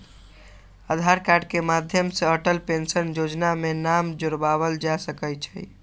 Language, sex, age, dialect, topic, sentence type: Magahi, male, 18-24, Western, banking, statement